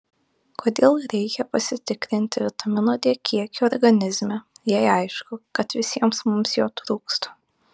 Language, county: Lithuanian, Kaunas